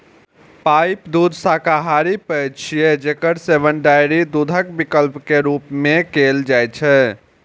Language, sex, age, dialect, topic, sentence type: Maithili, male, 51-55, Eastern / Thethi, agriculture, statement